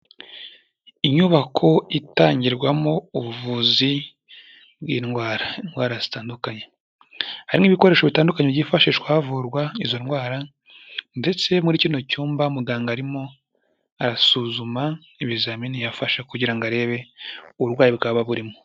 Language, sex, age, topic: Kinyarwanda, male, 18-24, health